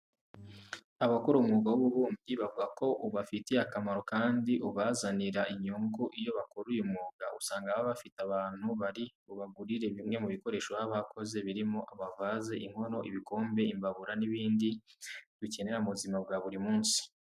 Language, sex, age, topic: Kinyarwanda, male, 18-24, education